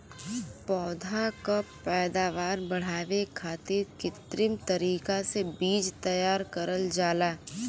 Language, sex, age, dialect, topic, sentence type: Bhojpuri, female, 18-24, Western, agriculture, statement